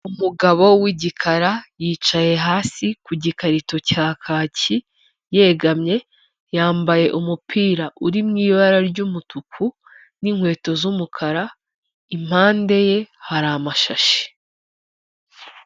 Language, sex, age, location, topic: Kinyarwanda, female, 25-35, Kigali, health